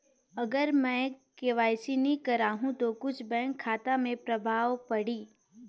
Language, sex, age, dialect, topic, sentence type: Chhattisgarhi, female, 18-24, Northern/Bhandar, banking, question